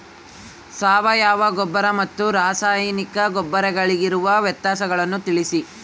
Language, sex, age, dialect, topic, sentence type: Kannada, male, 18-24, Central, agriculture, question